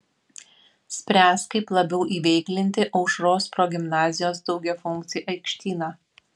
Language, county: Lithuanian, Vilnius